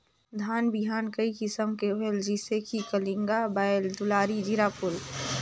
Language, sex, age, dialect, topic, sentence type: Chhattisgarhi, female, 41-45, Northern/Bhandar, agriculture, question